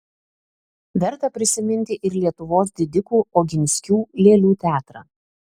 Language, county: Lithuanian, Telšiai